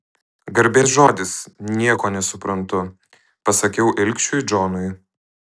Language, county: Lithuanian, Alytus